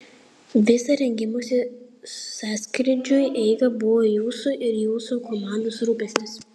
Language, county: Lithuanian, Panevėžys